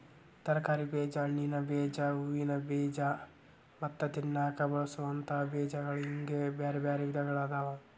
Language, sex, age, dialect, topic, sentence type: Kannada, male, 46-50, Dharwad Kannada, agriculture, statement